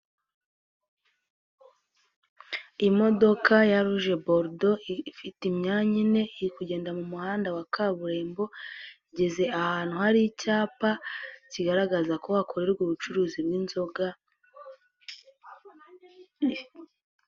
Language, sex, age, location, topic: Kinyarwanda, female, 18-24, Nyagatare, government